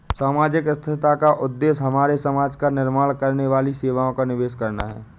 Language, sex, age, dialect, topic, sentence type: Hindi, male, 18-24, Awadhi Bundeli, agriculture, statement